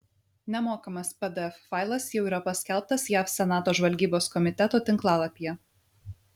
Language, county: Lithuanian, Vilnius